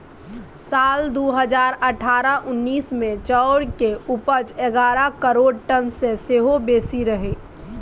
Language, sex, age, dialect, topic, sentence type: Maithili, female, 18-24, Bajjika, agriculture, statement